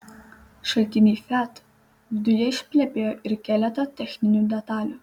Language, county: Lithuanian, Panevėžys